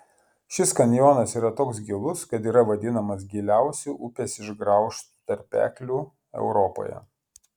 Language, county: Lithuanian, Klaipėda